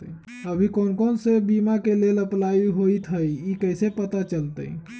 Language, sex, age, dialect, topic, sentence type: Magahi, male, 36-40, Western, banking, question